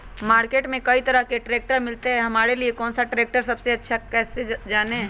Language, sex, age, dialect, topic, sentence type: Magahi, male, 18-24, Western, agriculture, question